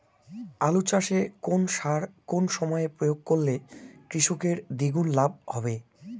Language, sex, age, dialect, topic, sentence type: Bengali, male, <18, Rajbangshi, agriculture, question